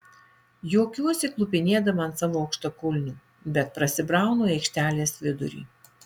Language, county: Lithuanian, Alytus